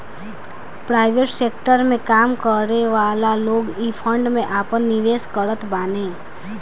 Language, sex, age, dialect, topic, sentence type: Bhojpuri, female, 18-24, Northern, banking, statement